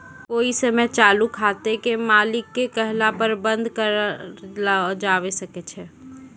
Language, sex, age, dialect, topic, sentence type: Maithili, female, 60-100, Angika, banking, statement